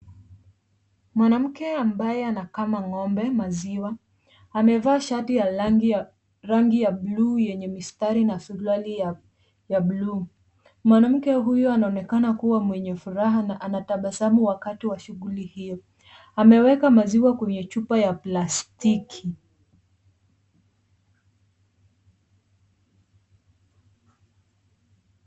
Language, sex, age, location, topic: Swahili, female, 18-24, Kisumu, agriculture